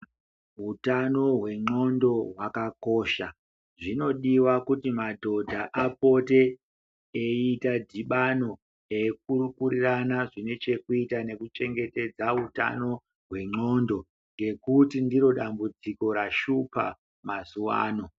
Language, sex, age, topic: Ndau, female, 50+, health